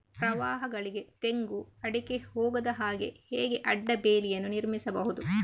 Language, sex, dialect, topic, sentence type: Kannada, female, Coastal/Dakshin, agriculture, question